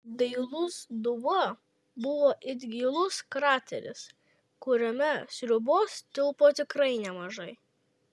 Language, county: Lithuanian, Kaunas